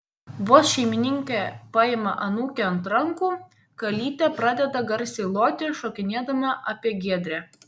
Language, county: Lithuanian, Vilnius